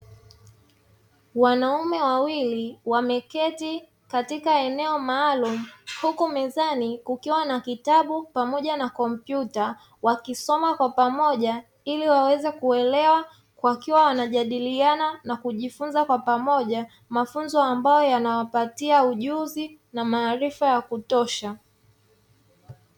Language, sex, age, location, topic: Swahili, female, 25-35, Dar es Salaam, education